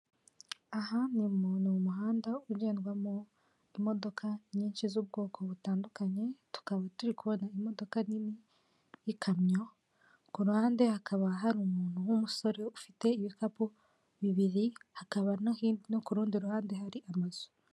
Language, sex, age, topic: Kinyarwanda, female, 18-24, government